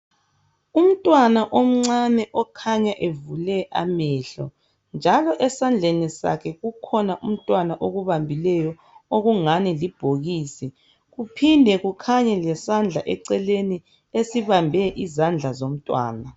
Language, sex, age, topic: North Ndebele, female, 25-35, health